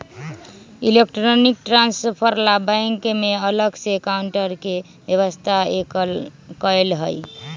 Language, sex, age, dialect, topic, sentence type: Magahi, male, 36-40, Western, banking, statement